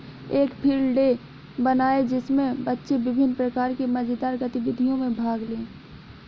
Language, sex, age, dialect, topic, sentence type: Hindi, female, 56-60, Awadhi Bundeli, agriculture, statement